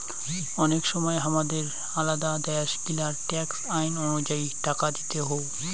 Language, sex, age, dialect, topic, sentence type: Bengali, male, 25-30, Rajbangshi, banking, statement